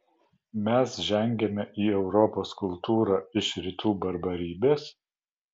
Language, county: Lithuanian, Vilnius